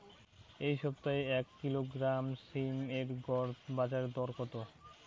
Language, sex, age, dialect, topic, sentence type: Bengali, male, 18-24, Rajbangshi, agriculture, question